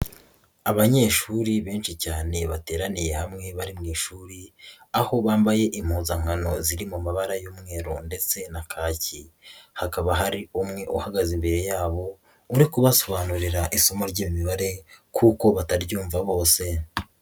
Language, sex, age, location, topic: Kinyarwanda, female, 18-24, Huye, education